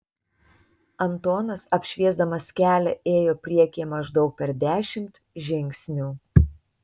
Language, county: Lithuanian, Tauragė